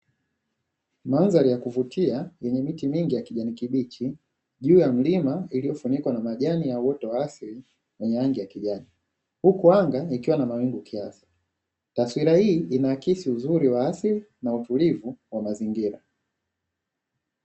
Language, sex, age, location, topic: Swahili, male, 25-35, Dar es Salaam, agriculture